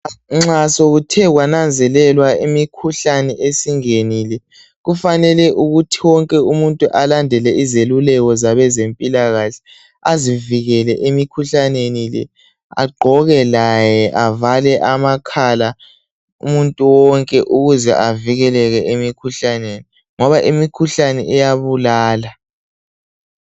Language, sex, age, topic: North Ndebele, male, 18-24, health